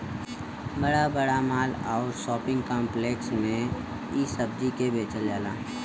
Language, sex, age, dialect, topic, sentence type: Bhojpuri, male, 18-24, Western, agriculture, statement